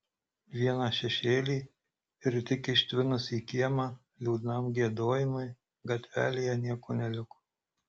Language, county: Lithuanian, Marijampolė